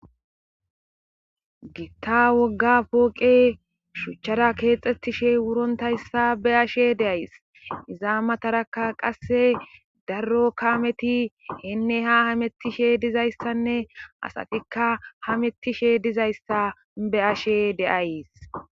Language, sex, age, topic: Gamo, female, 25-35, government